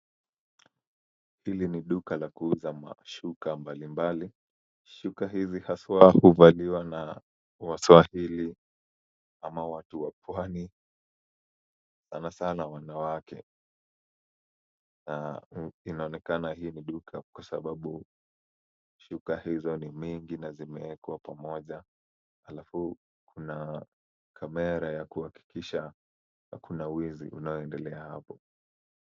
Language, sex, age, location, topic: Swahili, male, 18-24, Kisumu, finance